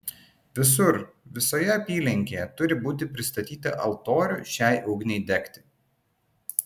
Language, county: Lithuanian, Vilnius